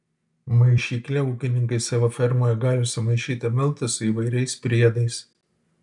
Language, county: Lithuanian, Utena